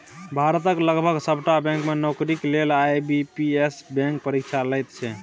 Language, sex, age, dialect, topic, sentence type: Maithili, male, 18-24, Bajjika, banking, statement